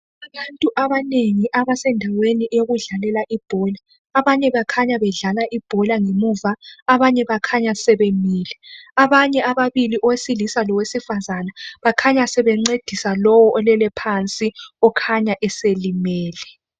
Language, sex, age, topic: North Ndebele, female, 18-24, health